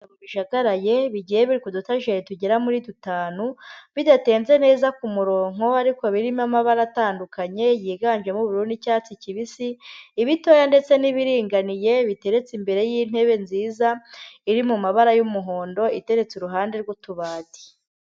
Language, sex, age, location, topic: Kinyarwanda, female, 18-24, Huye, education